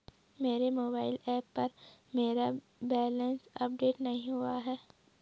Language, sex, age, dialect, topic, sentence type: Hindi, female, 18-24, Garhwali, banking, statement